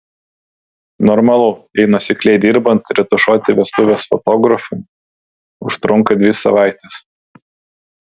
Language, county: Lithuanian, Vilnius